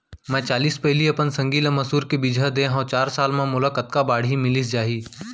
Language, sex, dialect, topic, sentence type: Chhattisgarhi, male, Central, agriculture, question